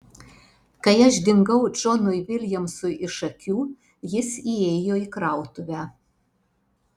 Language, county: Lithuanian, Alytus